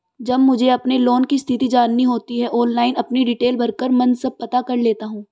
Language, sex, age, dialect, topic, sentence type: Hindi, female, 18-24, Marwari Dhudhari, banking, statement